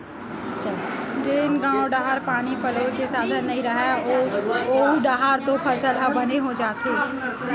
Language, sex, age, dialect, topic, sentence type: Chhattisgarhi, female, 18-24, Western/Budati/Khatahi, agriculture, statement